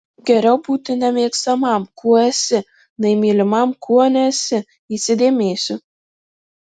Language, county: Lithuanian, Marijampolė